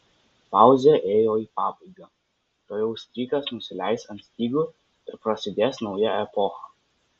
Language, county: Lithuanian, Vilnius